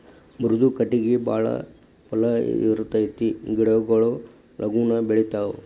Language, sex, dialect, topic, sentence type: Kannada, male, Dharwad Kannada, agriculture, statement